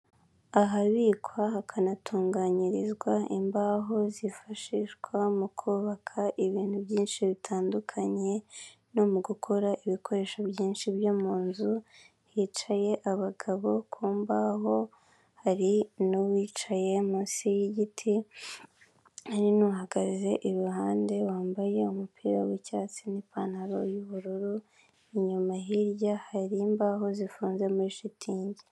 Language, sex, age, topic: Kinyarwanda, female, 18-24, finance